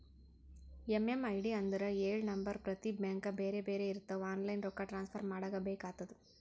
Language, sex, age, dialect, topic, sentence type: Kannada, female, 56-60, Northeastern, banking, statement